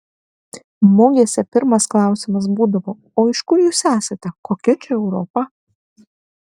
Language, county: Lithuanian, Kaunas